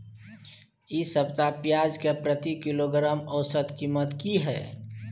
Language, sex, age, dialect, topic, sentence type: Maithili, male, 36-40, Bajjika, agriculture, question